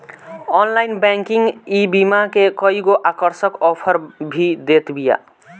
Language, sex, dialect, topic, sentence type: Bhojpuri, male, Northern, banking, statement